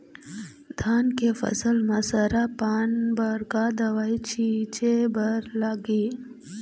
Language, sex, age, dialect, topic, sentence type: Chhattisgarhi, female, 18-24, Eastern, agriculture, question